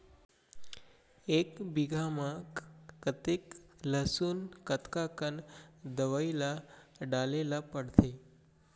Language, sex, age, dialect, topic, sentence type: Chhattisgarhi, male, 25-30, Central, agriculture, question